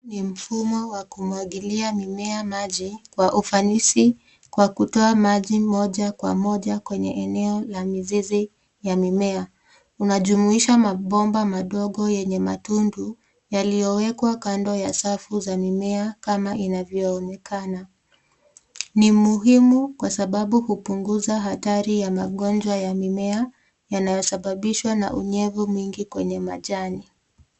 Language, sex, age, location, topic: Swahili, female, 18-24, Nairobi, agriculture